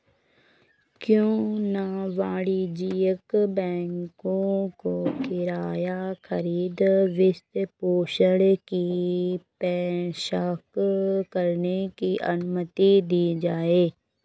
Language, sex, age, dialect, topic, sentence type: Hindi, female, 56-60, Kanauji Braj Bhasha, banking, statement